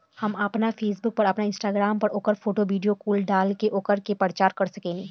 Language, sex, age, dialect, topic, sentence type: Bhojpuri, female, 18-24, Southern / Standard, banking, statement